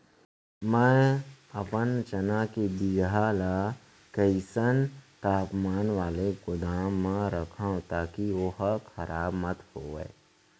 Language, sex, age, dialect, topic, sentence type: Chhattisgarhi, male, 25-30, Central, agriculture, question